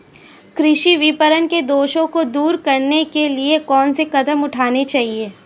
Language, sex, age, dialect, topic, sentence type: Hindi, female, 18-24, Marwari Dhudhari, agriculture, question